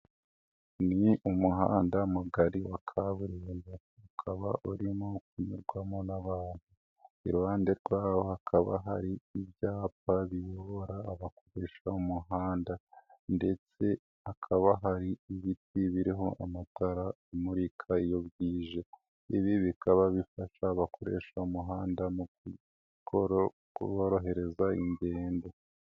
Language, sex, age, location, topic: Kinyarwanda, male, 18-24, Nyagatare, government